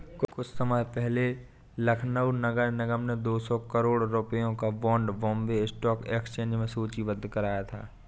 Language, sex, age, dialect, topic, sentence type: Hindi, male, 18-24, Awadhi Bundeli, banking, statement